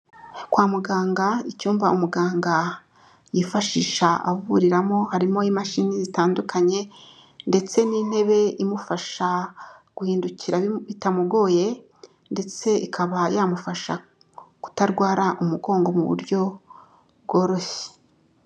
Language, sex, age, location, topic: Kinyarwanda, female, 36-49, Kigali, health